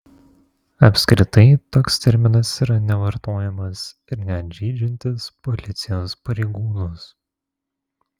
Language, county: Lithuanian, Vilnius